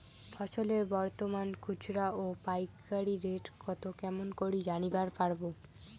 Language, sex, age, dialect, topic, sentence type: Bengali, female, <18, Rajbangshi, agriculture, question